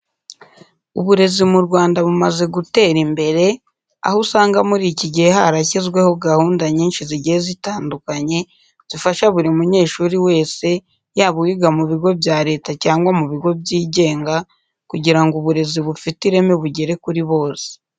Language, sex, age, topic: Kinyarwanda, female, 18-24, education